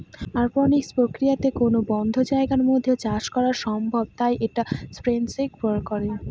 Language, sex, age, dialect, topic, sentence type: Bengali, female, 18-24, Northern/Varendri, agriculture, statement